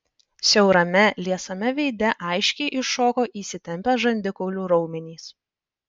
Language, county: Lithuanian, Panevėžys